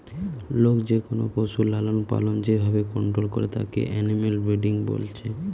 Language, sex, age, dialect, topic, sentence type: Bengali, male, 18-24, Western, agriculture, statement